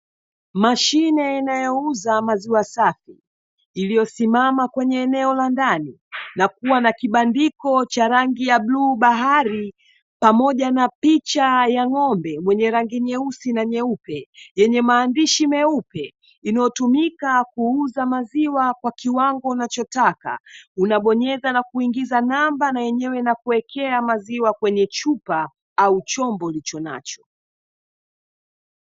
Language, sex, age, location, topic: Swahili, female, 25-35, Dar es Salaam, finance